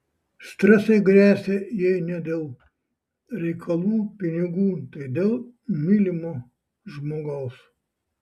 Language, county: Lithuanian, Šiauliai